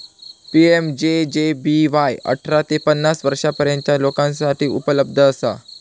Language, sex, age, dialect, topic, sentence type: Marathi, male, 18-24, Southern Konkan, banking, statement